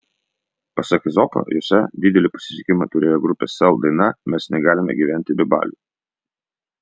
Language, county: Lithuanian, Vilnius